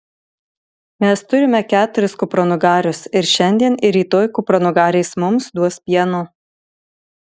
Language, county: Lithuanian, Marijampolė